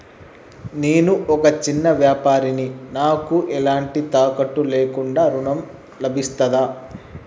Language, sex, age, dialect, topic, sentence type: Telugu, male, 18-24, Telangana, banking, question